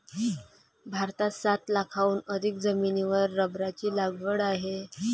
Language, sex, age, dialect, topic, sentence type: Marathi, female, 25-30, Varhadi, agriculture, statement